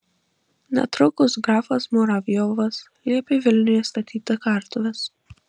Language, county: Lithuanian, Marijampolė